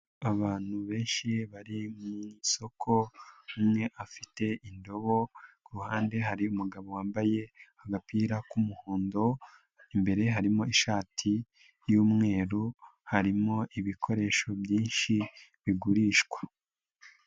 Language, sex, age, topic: Kinyarwanda, male, 25-35, finance